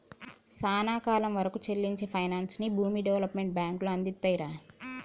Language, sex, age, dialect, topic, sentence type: Telugu, female, 51-55, Telangana, banking, statement